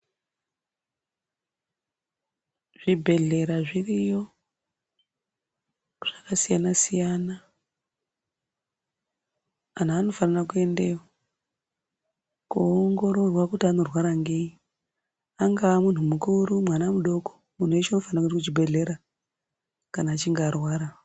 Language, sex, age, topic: Ndau, female, 36-49, health